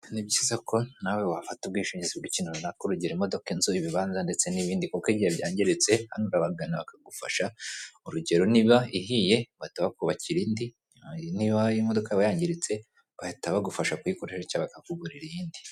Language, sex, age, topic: Kinyarwanda, male, 25-35, finance